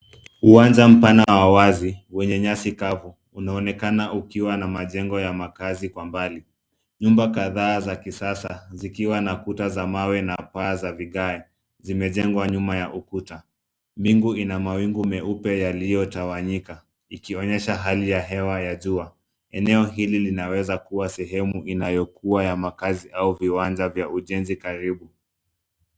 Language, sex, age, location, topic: Swahili, male, 25-35, Nairobi, finance